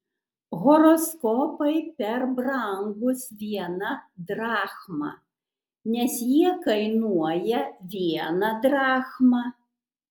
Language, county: Lithuanian, Kaunas